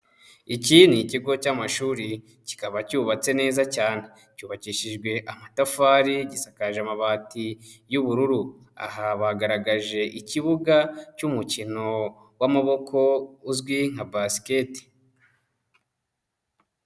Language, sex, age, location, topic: Kinyarwanda, male, 25-35, Kigali, education